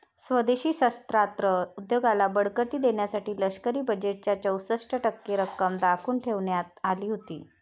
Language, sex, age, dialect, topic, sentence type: Marathi, female, 31-35, Varhadi, banking, statement